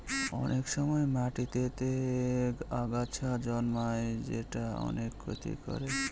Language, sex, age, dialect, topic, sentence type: Bengali, male, 25-30, Northern/Varendri, agriculture, statement